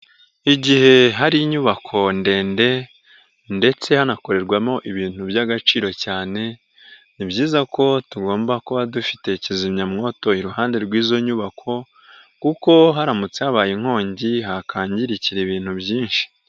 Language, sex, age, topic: Kinyarwanda, male, 18-24, government